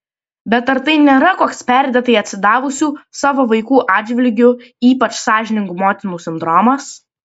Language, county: Lithuanian, Klaipėda